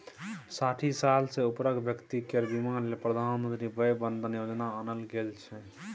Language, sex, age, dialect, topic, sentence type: Maithili, male, 18-24, Bajjika, banking, statement